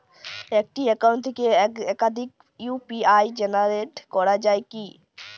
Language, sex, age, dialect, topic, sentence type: Bengali, female, 18-24, Jharkhandi, banking, question